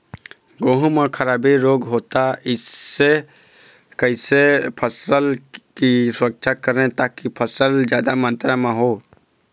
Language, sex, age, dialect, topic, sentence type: Chhattisgarhi, male, 46-50, Eastern, agriculture, question